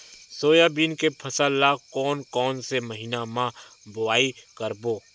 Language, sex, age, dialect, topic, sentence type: Chhattisgarhi, male, 18-24, Western/Budati/Khatahi, agriculture, question